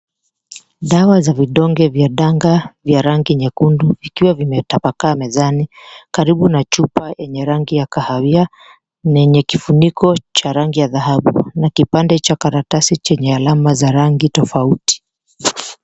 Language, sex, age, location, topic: Swahili, female, 25-35, Mombasa, health